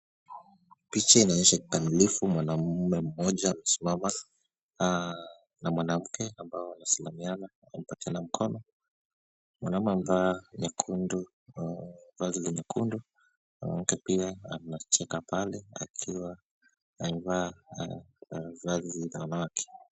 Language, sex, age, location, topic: Swahili, male, 25-35, Kisumu, government